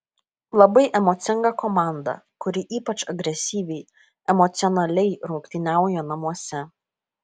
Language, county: Lithuanian, Kaunas